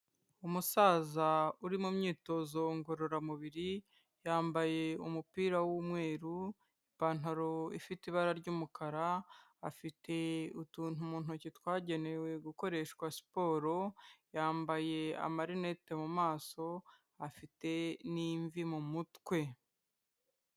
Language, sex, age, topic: Kinyarwanda, female, 25-35, health